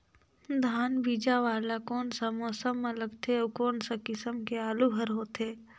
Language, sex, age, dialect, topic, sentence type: Chhattisgarhi, female, 46-50, Northern/Bhandar, agriculture, question